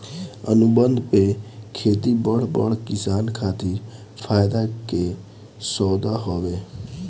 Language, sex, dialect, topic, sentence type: Bhojpuri, male, Northern, agriculture, statement